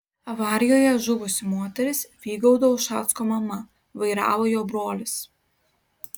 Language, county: Lithuanian, Klaipėda